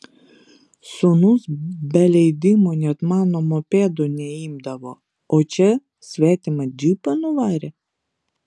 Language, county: Lithuanian, Vilnius